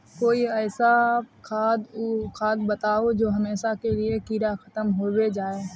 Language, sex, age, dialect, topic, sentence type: Magahi, female, 60-100, Northeastern/Surjapuri, agriculture, question